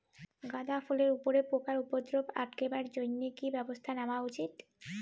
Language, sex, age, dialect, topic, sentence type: Bengali, female, 18-24, Rajbangshi, agriculture, question